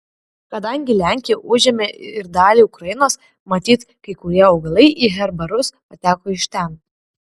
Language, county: Lithuanian, Kaunas